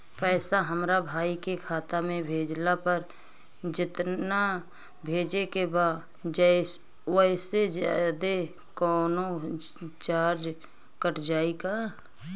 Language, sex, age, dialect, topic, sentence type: Bhojpuri, female, 25-30, Southern / Standard, banking, question